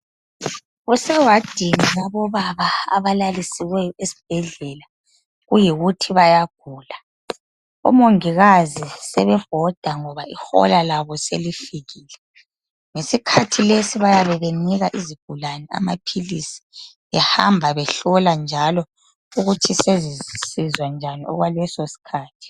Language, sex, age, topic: North Ndebele, female, 25-35, health